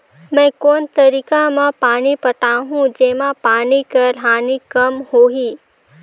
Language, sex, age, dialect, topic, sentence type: Chhattisgarhi, female, 18-24, Northern/Bhandar, agriculture, question